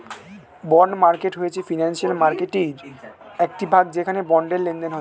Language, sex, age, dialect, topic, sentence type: Bengali, male, 18-24, Standard Colloquial, banking, statement